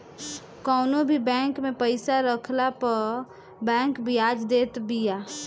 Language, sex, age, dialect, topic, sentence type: Bhojpuri, female, 25-30, Northern, banking, statement